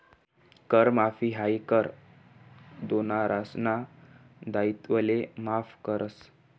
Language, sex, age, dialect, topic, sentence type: Marathi, male, 18-24, Northern Konkan, banking, statement